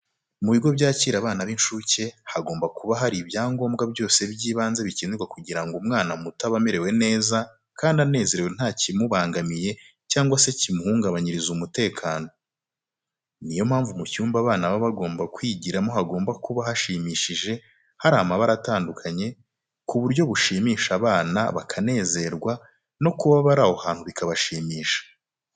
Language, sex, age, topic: Kinyarwanda, male, 25-35, education